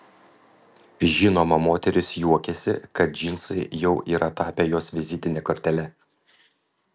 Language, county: Lithuanian, Panevėžys